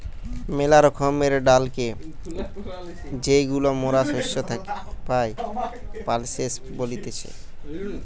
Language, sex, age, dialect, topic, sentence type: Bengali, male, 18-24, Western, agriculture, statement